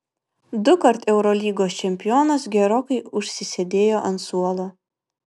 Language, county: Lithuanian, Vilnius